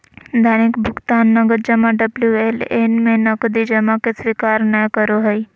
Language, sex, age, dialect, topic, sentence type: Magahi, female, 18-24, Southern, banking, statement